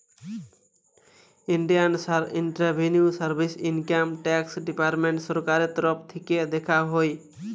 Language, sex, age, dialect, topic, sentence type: Bengali, male, 18-24, Western, banking, statement